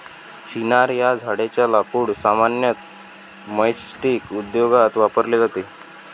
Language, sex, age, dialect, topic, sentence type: Marathi, male, 18-24, Varhadi, agriculture, statement